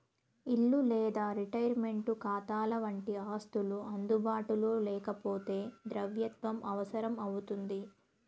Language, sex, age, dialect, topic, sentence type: Telugu, female, 18-24, Southern, banking, statement